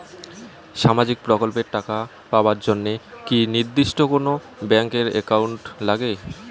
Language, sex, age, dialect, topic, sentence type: Bengali, male, 18-24, Rajbangshi, banking, question